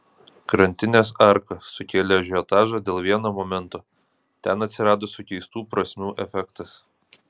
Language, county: Lithuanian, Kaunas